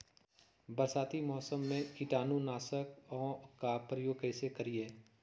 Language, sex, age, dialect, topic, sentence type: Magahi, female, 46-50, Southern, agriculture, question